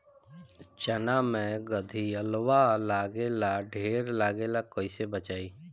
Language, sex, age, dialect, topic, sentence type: Bhojpuri, female, 25-30, Northern, agriculture, question